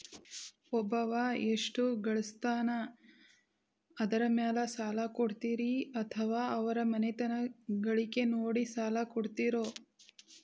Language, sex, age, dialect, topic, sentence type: Kannada, female, 18-24, Dharwad Kannada, banking, question